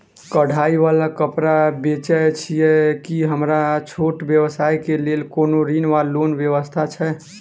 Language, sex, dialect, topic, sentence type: Maithili, male, Southern/Standard, banking, question